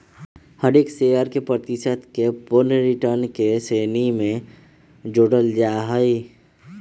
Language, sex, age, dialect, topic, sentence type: Magahi, male, 25-30, Western, banking, statement